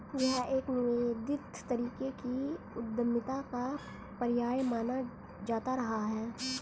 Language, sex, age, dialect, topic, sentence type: Hindi, male, 36-40, Hindustani Malvi Khadi Boli, banking, statement